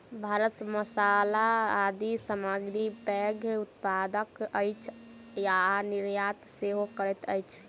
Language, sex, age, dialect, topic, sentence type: Maithili, female, 18-24, Southern/Standard, agriculture, statement